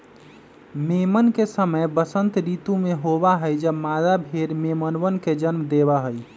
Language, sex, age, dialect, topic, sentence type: Magahi, male, 25-30, Western, agriculture, statement